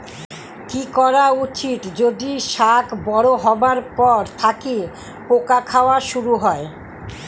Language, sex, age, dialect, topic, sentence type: Bengali, female, 60-100, Rajbangshi, agriculture, question